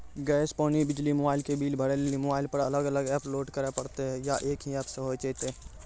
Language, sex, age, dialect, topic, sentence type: Maithili, male, 41-45, Angika, banking, question